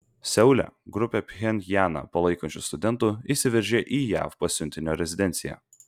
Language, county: Lithuanian, Vilnius